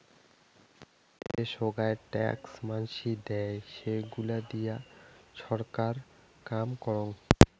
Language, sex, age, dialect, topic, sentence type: Bengali, male, 18-24, Rajbangshi, banking, statement